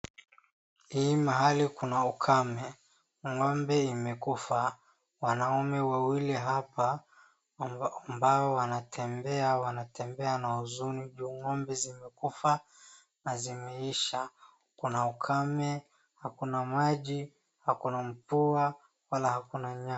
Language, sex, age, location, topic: Swahili, male, 18-24, Wajir, health